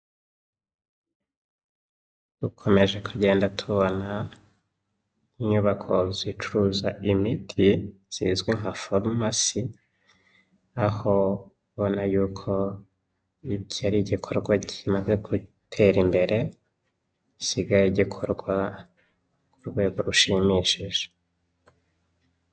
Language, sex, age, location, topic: Kinyarwanda, male, 25-35, Huye, health